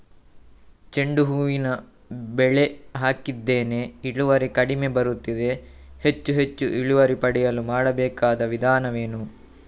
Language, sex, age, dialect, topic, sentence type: Kannada, male, 31-35, Coastal/Dakshin, agriculture, question